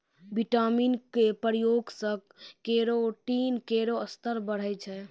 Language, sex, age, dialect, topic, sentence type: Maithili, female, 18-24, Angika, agriculture, statement